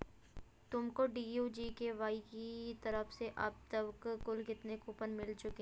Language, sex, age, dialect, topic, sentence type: Hindi, female, 25-30, Hindustani Malvi Khadi Boli, banking, statement